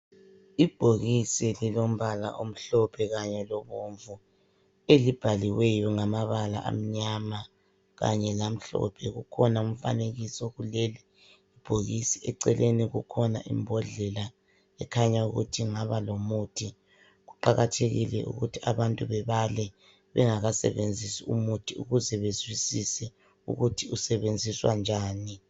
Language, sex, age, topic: North Ndebele, female, 25-35, health